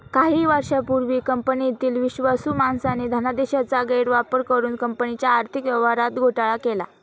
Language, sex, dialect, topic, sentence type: Marathi, female, Standard Marathi, banking, statement